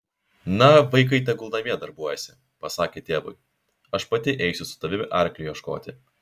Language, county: Lithuanian, Šiauliai